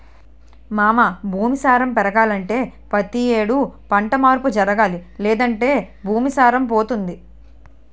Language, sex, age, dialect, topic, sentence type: Telugu, female, 18-24, Utterandhra, agriculture, statement